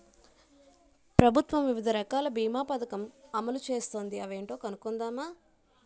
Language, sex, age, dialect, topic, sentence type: Telugu, female, 25-30, Utterandhra, banking, statement